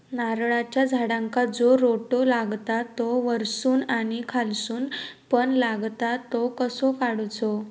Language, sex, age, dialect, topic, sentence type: Marathi, female, 18-24, Southern Konkan, agriculture, question